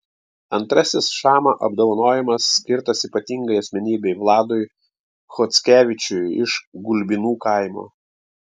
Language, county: Lithuanian, Klaipėda